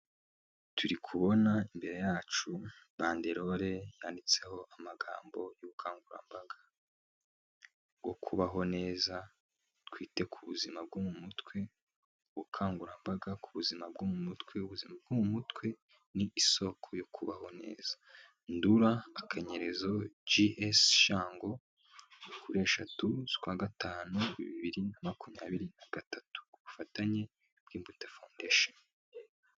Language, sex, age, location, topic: Kinyarwanda, male, 18-24, Nyagatare, health